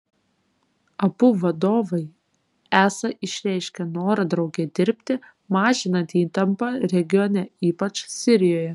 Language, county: Lithuanian, Kaunas